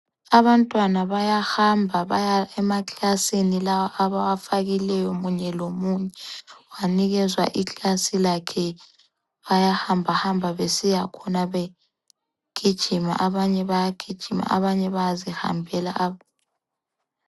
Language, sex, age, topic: North Ndebele, female, 25-35, education